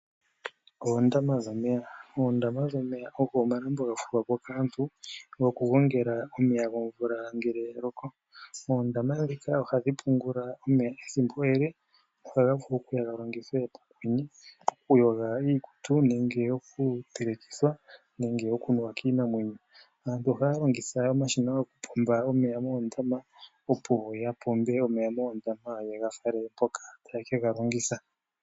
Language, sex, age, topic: Oshiwambo, male, 18-24, agriculture